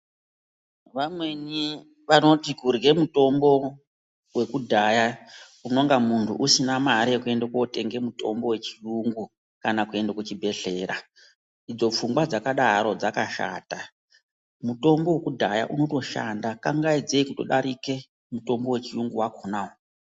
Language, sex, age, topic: Ndau, female, 50+, health